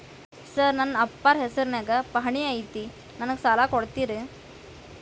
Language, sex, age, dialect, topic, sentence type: Kannada, female, 18-24, Dharwad Kannada, banking, question